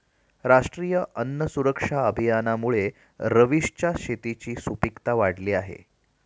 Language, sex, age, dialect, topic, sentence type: Marathi, male, 36-40, Standard Marathi, agriculture, statement